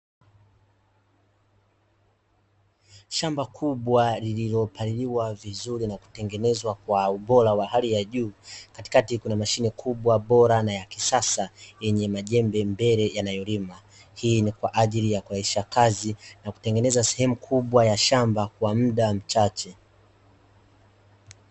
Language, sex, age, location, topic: Swahili, male, 18-24, Dar es Salaam, agriculture